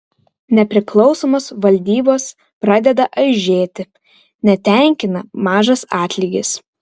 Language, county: Lithuanian, Vilnius